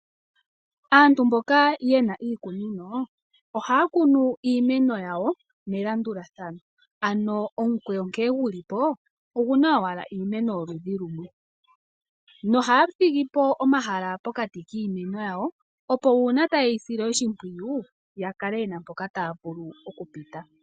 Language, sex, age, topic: Oshiwambo, female, 25-35, agriculture